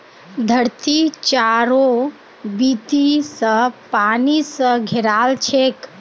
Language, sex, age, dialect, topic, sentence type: Magahi, female, 18-24, Northeastern/Surjapuri, agriculture, statement